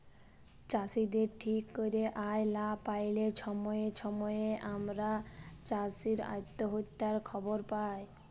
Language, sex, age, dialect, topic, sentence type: Bengali, male, 36-40, Jharkhandi, agriculture, statement